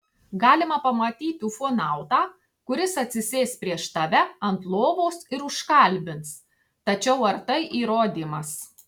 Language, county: Lithuanian, Tauragė